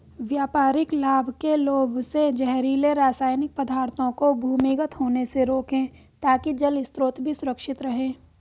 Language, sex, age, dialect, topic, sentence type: Hindi, female, 18-24, Hindustani Malvi Khadi Boli, agriculture, statement